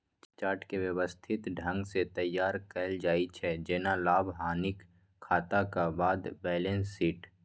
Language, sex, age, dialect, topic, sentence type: Maithili, male, 25-30, Eastern / Thethi, banking, statement